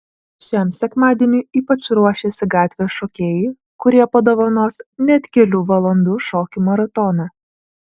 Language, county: Lithuanian, Vilnius